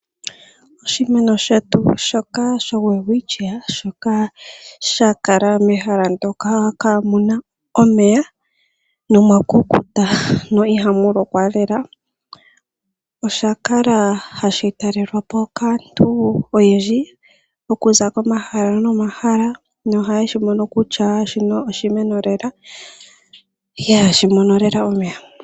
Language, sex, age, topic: Oshiwambo, female, 18-24, agriculture